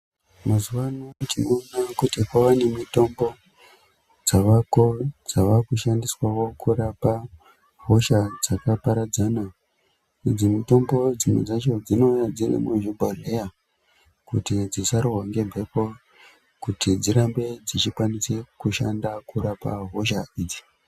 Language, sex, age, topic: Ndau, male, 18-24, health